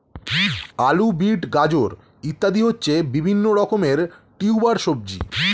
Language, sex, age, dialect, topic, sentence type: Bengali, male, 36-40, Standard Colloquial, agriculture, statement